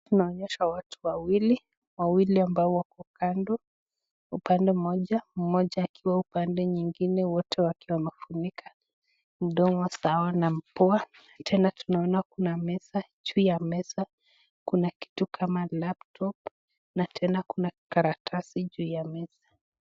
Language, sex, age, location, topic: Swahili, female, 25-35, Nakuru, government